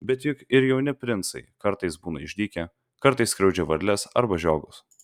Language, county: Lithuanian, Vilnius